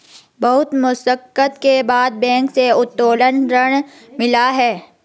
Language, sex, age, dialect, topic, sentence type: Hindi, female, 56-60, Garhwali, banking, statement